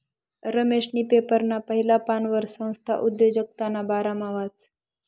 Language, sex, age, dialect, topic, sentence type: Marathi, female, 41-45, Northern Konkan, banking, statement